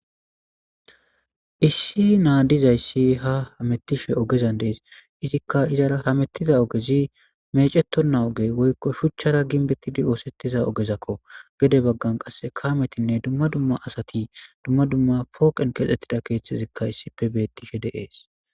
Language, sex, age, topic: Gamo, male, 18-24, government